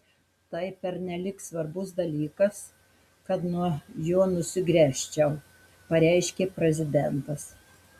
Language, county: Lithuanian, Telšiai